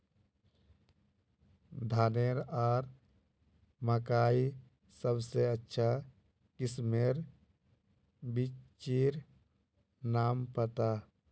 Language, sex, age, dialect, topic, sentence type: Magahi, male, 25-30, Northeastern/Surjapuri, agriculture, question